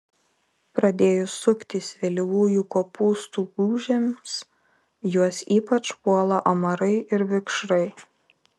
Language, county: Lithuanian, Kaunas